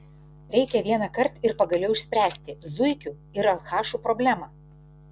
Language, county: Lithuanian, Klaipėda